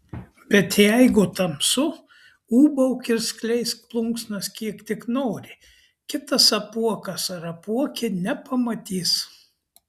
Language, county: Lithuanian, Kaunas